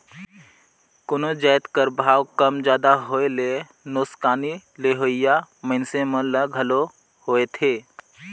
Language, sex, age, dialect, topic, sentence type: Chhattisgarhi, male, 31-35, Northern/Bhandar, banking, statement